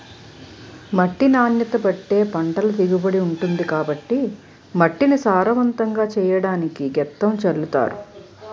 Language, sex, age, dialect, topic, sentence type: Telugu, female, 46-50, Utterandhra, agriculture, statement